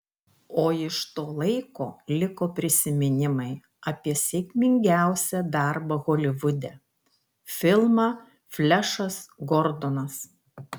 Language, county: Lithuanian, Kaunas